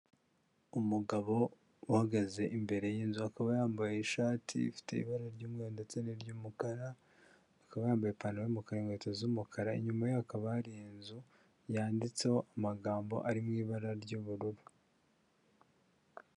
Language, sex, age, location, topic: Kinyarwanda, male, 18-24, Huye, health